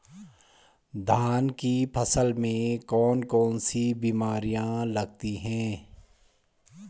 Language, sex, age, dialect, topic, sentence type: Hindi, male, 46-50, Garhwali, agriculture, question